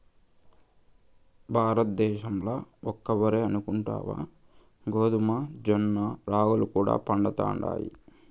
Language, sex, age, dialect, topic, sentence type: Telugu, male, 18-24, Southern, agriculture, statement